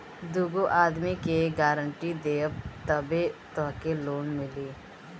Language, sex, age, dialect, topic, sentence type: Bhojpuri, female, 18-24, Northern, banking, statement